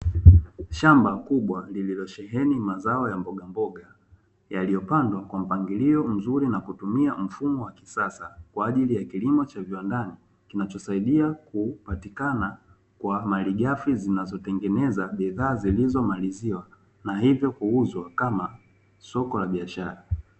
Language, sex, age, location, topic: Swahili, male, 25-35, Dar es Salaam, agriculture